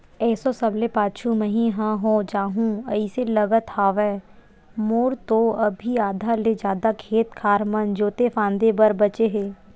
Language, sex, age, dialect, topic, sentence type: Chhattisgarhi, female, 18-24, Western/Budati/Khatahi, agriculture, statement